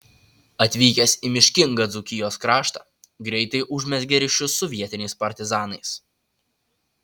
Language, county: Lithuanian, Utena